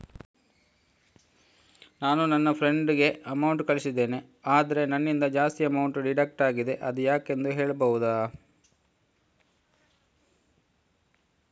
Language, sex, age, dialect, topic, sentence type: Kannada, male, 56-60, Coastal/Dakshin, banking, question